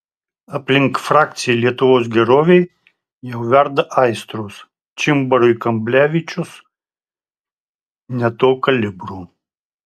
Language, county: Lithuanian, Tauragė